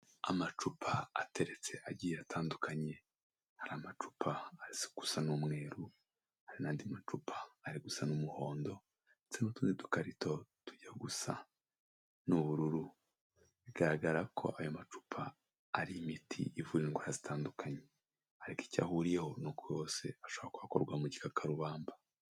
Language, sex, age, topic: Kinyarwanda, male, 25-35, health